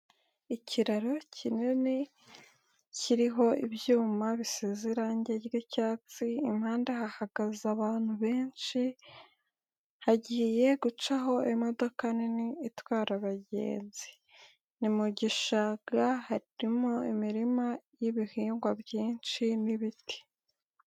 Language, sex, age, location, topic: Kinyarwanda, male, 25-35, Nyagatare, government